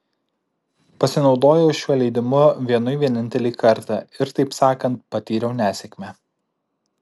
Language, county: Lithuanian, Alytus